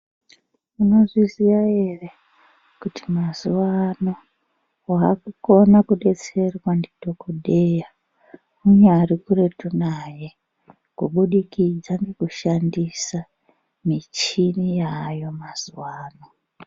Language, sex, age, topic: Ndau, male, 36-49, health